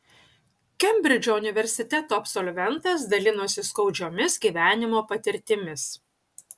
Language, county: Lithuanian, Utena